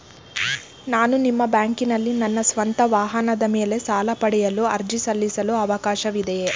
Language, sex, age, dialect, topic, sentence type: Kannada, female, 25-30, Mysore Kannada, banking, question